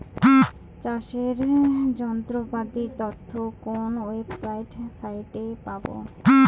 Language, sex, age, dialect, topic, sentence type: Bengali, female, 25-30, Rajbangshi, agriculture, question